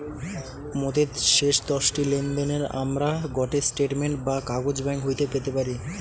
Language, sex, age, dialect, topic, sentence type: Bengali, male, 18-24, Western, banking, statement